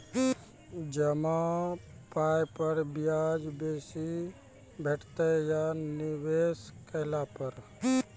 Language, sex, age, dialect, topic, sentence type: Maithili, male, 36-40, Angika, banking, question